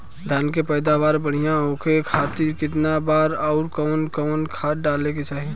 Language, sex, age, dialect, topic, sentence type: Bhojpuri, male, 25-30, Western, agriculture, question